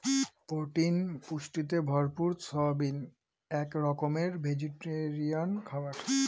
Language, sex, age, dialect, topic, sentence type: Bengali, female, 36-40, Northern/Varendri, agriculture, statement